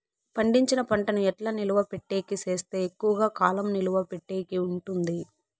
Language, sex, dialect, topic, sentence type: Telugu, female, Southern, agriculture, question